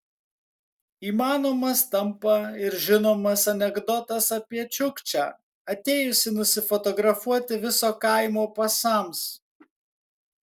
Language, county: Lithuanian, Kaunas